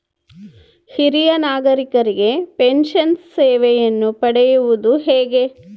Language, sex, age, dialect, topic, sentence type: Kannada, female, 36-40, Central, banking, question